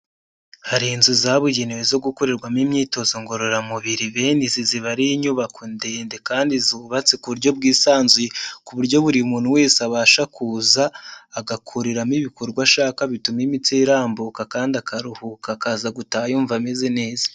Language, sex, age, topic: Kinyarwanda, male, 18-24, health